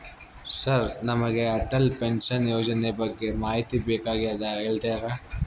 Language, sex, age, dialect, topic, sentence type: Kannada, male, 41-45, Central, banking, question